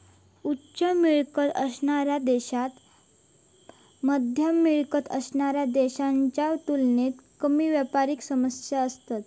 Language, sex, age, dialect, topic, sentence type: Marathi, female, 41-45, Southern Konkan, banking, statement